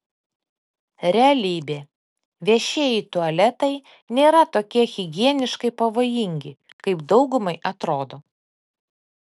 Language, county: Lithuanian, Panevėžys